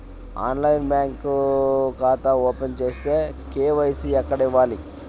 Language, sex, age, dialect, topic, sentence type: Telugu, male, 25-30, Central/Coastal, banking, question